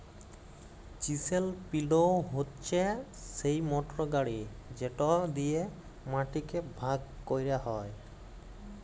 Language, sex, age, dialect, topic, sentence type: Bengali, male, 18-24, Jharkhandi, agriculture, statement